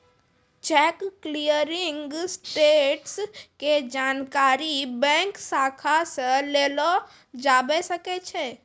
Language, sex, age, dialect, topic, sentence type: Maithili, female, 18-24, Angika, banking, statement